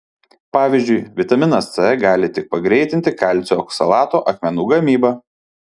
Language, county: Lithuanian, Panevėžys